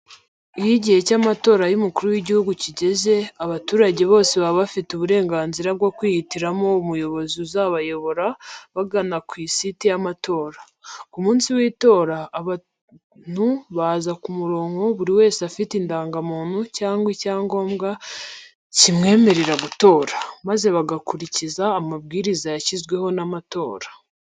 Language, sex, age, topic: Kinyarwanda, female, 25-35, education